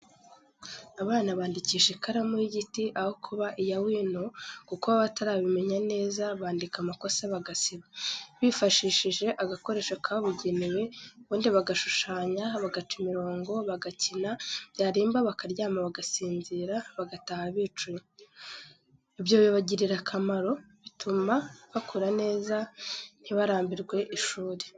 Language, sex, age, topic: Kinyarwanda, female, 18-24, education